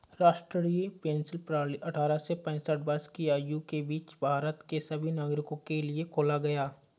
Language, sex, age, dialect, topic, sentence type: Hindi, male, 25-30, Awadhi Bundeli, banking, statement